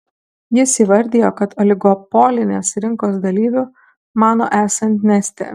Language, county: Lithuanian, Kaunas